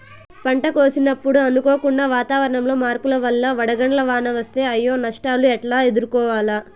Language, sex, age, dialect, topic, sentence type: Telugu, female, 18-24, Southern, agriculture, question